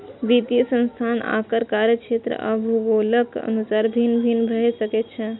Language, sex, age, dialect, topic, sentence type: Maithili, female, 41-45, Eastern / Thethi, banking, statement